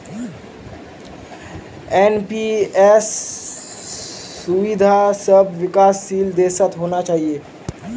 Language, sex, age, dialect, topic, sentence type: Magahi, male, 41-45, Northeastern/Surjapuri, banking, statement